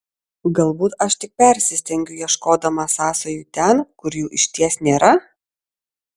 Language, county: Lithuanian, Vilnius